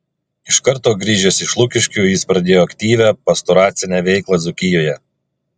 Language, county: Lithuanian, Klaipėda